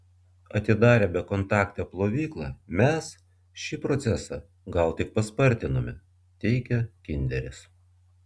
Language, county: Lithuanian, Vilnius